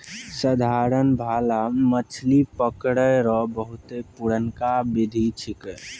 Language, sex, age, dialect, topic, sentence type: Maithili, male, 18-24, Angika, agriculture, statement